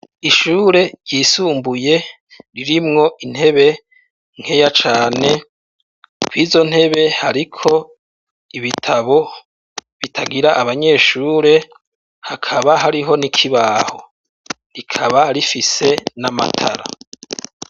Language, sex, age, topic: Rundi, male, 36-49, education